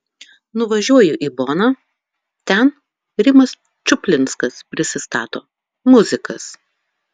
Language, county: Lithuanian, Utena